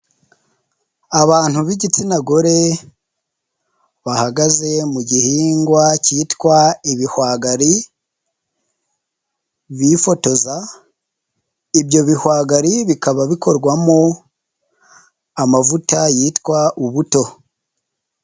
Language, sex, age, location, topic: Kinyarwanda, male, 25-35, Nyagatare, agriculture